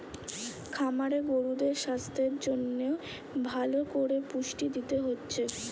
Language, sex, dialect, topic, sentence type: Bengali, female, Western, agriculture, statement